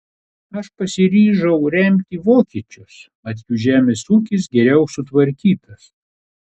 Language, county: Lithuanian, Klaipėda